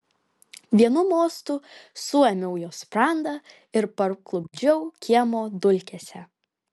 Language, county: Lithuanian, Kaunas